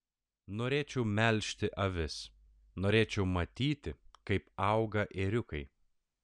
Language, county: Lithuanian, Klaipėda